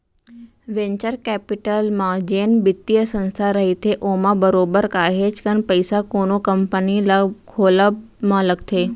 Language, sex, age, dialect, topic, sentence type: Chhattisgarhi, female, 18-24, Central, banking, statement